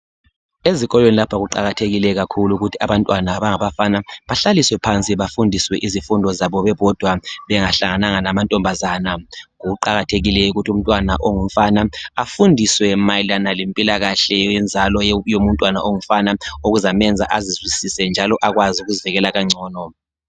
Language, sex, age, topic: North Ndebele, male, 36-49, education